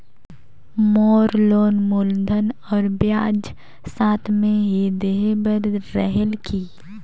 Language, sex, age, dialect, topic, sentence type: Chhattisgarhi, female, 18-24, Northern/Bhandar, banking, question